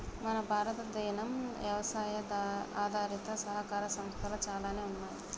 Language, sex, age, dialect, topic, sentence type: Telugu, female, 25-30, Telangana, agriculture, statement